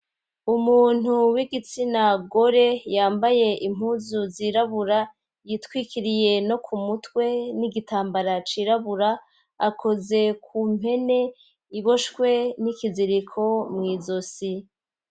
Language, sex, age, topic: Rundi, female, 25-35, agriculture